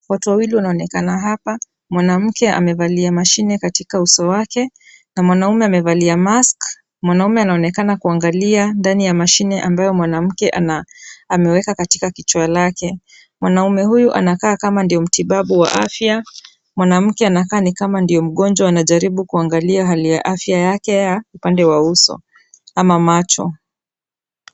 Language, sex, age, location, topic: Swahili, female, 36-49, Kisumu, health